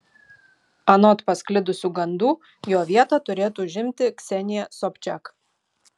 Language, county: Lithuanian, Šiauliai